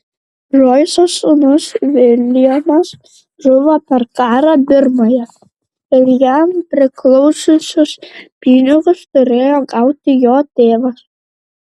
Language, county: Lithuanian, Šiauliai